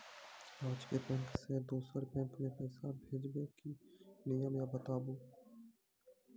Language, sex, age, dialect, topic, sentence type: Maithili, male, 18-24, Angika, banking, question